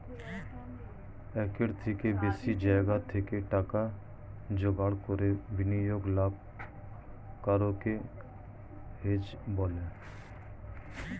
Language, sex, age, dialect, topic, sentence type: Bengali, male, 36-40, Standard Colloquial, banking, statement